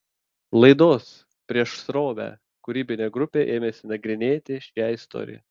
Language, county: Lithuanian, Panevėžys